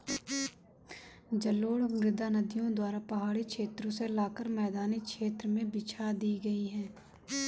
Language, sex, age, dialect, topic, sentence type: Hindi, female, 18-24, Kanauji Braj Bhasha, agriculture, statement